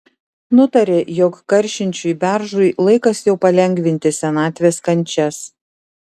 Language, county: Lithuanian, Šiauliai